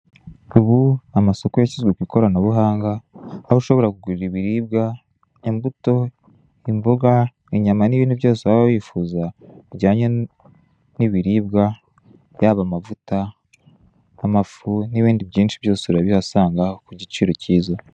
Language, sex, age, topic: Kinyarwanda, male, 18-24, finance